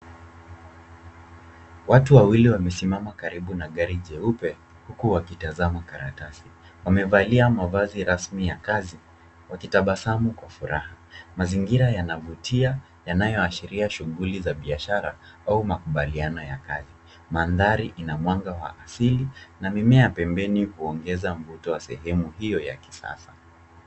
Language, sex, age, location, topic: Swahili, male, 25-35, Nairobi, finance